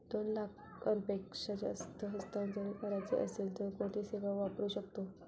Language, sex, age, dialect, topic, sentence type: Marathi, female, 18-24, Standard Marathi, banking, question